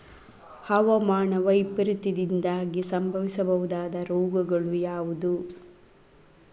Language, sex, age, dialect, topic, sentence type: Kannada, female, 36-40, Coastal/Dakshin, agriculture, question